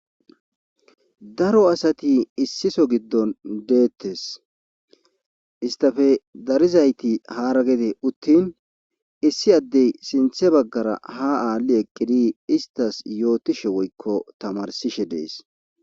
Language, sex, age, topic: Gamo, male, 25-35, government